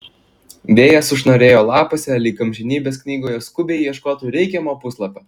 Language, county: Lithuanian, Klaipėda